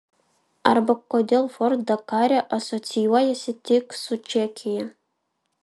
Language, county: Lithuanian, Vilnius